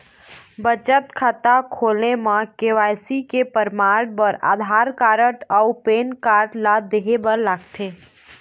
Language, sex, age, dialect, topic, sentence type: Chhattisgarhi, female, 41-45, Eastern, banking, statement